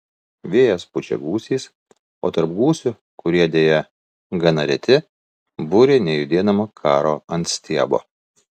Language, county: Lithuanian, Vilnius